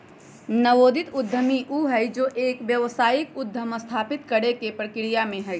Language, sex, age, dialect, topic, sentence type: Magahi, male, 25-30, Western, banking, statement